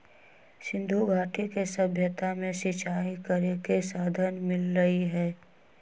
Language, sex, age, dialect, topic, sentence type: Magahi, female, 18-24, Western, agriculture, statement